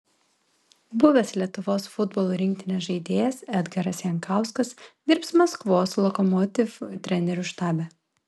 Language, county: Lithuanian, Klaipėda